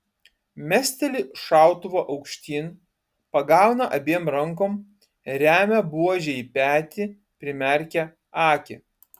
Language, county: Lithuanian, Kaunas